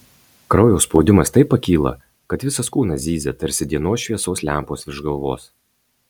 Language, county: Lithuanian, Marijampolė